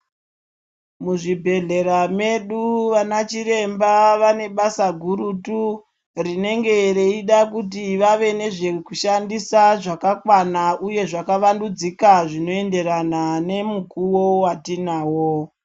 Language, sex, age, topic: Ndau, female, 25-35, health